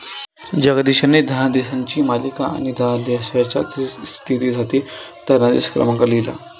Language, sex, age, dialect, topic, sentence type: Marathi, male, 18-24, Varhadi, banking, statement